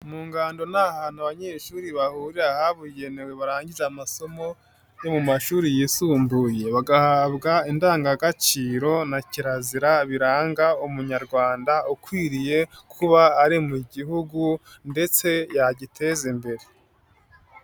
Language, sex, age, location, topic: Kinyarwanda, male, 18-24, Nyagatare, education